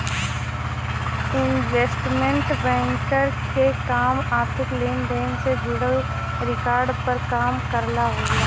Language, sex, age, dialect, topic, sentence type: Bhojpuri, female, 18-24, Western, banking, statement